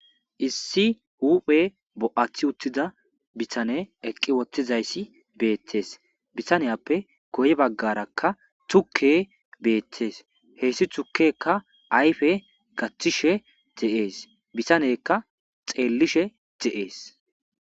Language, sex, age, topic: Gamo, male, 25-35, agriculture